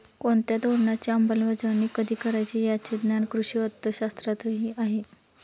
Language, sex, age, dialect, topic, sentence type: Marathi, female, 25-30, Standard Marathi, banking, statement